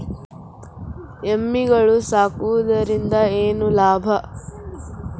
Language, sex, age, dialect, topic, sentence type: Kannada, female, 41-45, Dharwad Kannada, agriculture, question